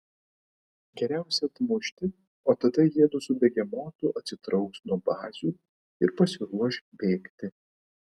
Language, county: Lithuanian, Vilnius